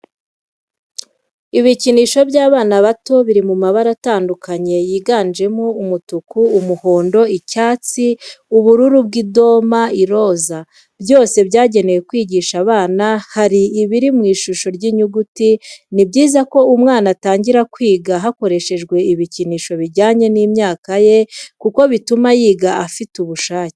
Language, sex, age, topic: Kinyarwanda, female, 25-35, education